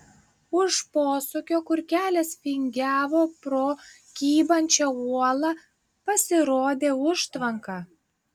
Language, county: Lithuanian, Klaipėda